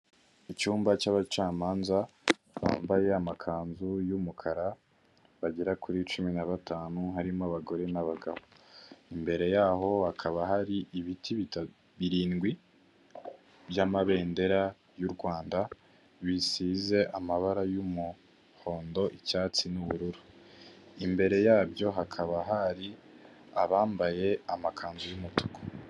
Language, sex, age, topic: Kinyarwanda, male, 18-24, government